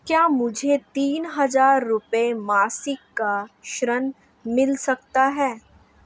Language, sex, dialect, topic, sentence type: Hindi, female, Marwari Dhudhari, banking, question